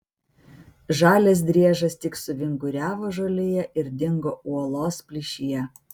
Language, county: Lithuanian, Vilnius